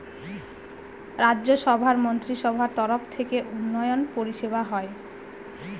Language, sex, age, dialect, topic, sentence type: Bengali, female, 25-30, Northern/Varendri, banking, statement